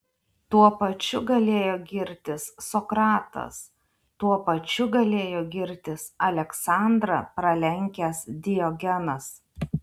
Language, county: Lithuanian, Klaipėda